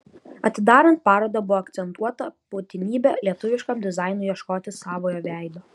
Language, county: Lithuanian, Kaunas